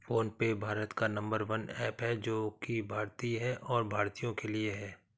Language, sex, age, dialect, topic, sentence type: Hindi, male, 36-40, Awadhi Bundeli, banking, statement